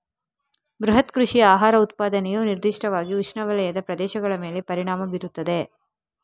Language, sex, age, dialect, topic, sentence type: Kannada, female, 36-40, Coastal/Dakshin, agriculture, statement